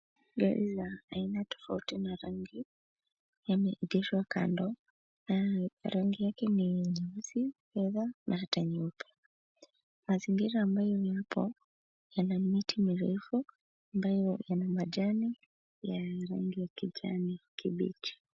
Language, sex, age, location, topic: Swahili, female, 18-24, Nairobi, finance